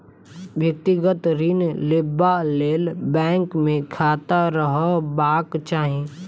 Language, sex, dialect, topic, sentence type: Maithili, female, Southern/Standard, banking, statement